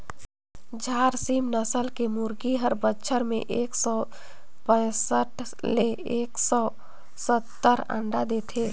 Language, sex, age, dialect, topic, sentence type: Chhattisgarhi, female, 18-24, Northern/Bhandar, agriculture, statement